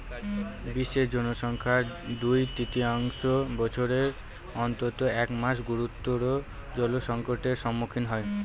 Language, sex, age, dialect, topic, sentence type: Bengali, male, 18-24, Northern/Varendri, agriculture, statement